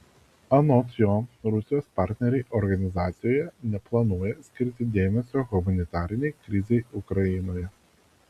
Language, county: Lithuanian, Vilnius